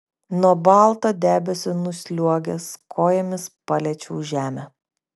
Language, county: Lithuanian, Kaunas